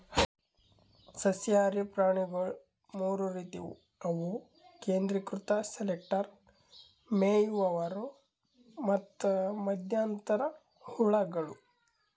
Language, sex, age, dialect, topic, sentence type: Kannada, male, 18-24, Northeastern, agriculture, statement